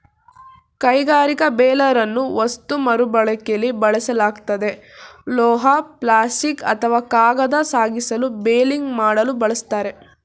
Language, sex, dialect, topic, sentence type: Kannada, female, Mysore Kannada, agriculture, statement